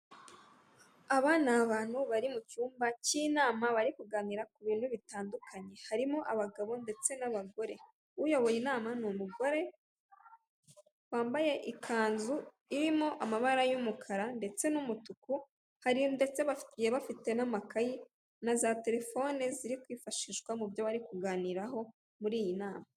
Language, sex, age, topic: Kinyarwanda, female, 36-49, government